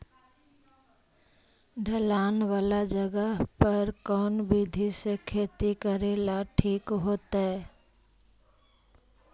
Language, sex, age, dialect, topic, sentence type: Magahi, female, 18-24, Central/Standard, agriculture, question